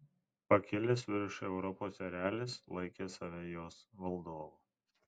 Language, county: Lithuanian, Kaunas